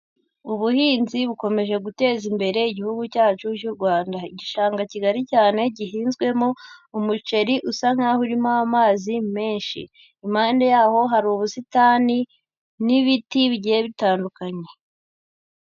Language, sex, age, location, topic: Kinyarwanda, female, 18-24, Huye, agriculture